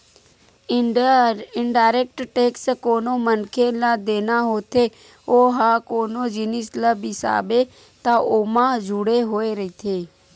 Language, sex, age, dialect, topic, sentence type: Chhattisgarhi, female, 41-45, Western/Budati/Khatahi, banking, statement